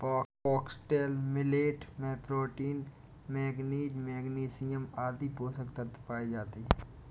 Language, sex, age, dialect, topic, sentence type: Hindi, male, 18-24, Awadhi Bundeli, agriculture, statement